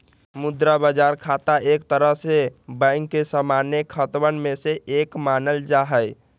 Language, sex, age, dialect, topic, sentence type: Magahi, male, 18-24, Western, banking, statement